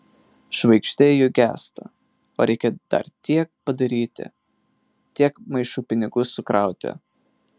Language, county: Lithuanian, Marijampolė